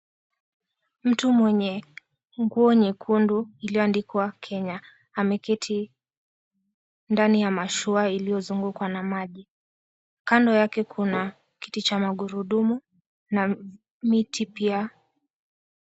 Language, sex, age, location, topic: Swahili, female, 18-24, Mombasa, education